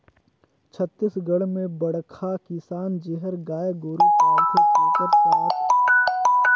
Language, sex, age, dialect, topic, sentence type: Chhattisgarhi, male, 18-24, Northern/Bhandar, agriculture, statement